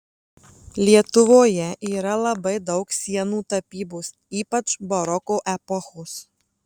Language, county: Lithuanian, Marijampolė